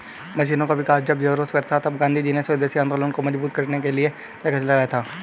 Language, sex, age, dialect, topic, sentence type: Hindi, male, 18-24, Hindustani Malvi Khadi Boli, agriculture, statement